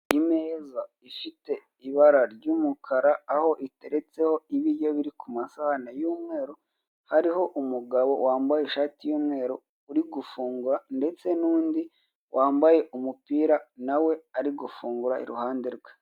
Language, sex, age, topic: Kinyarwanda, male, 25-35, finance